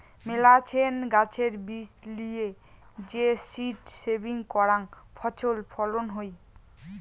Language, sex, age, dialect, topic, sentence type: Bengali, female, 18-24, Rajbangshi, agriculture, statement